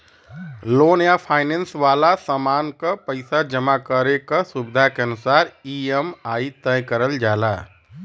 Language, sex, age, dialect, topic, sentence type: Bhojpuri, male, 31-35, Western, banking, statement